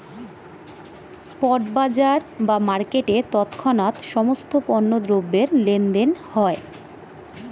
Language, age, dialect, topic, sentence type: Bengali, 41-45, Standard Colloquial, banking, statement